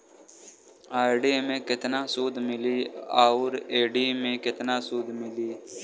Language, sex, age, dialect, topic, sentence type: Bhojpuri, male, 18-24, Southern / Standard, banking, question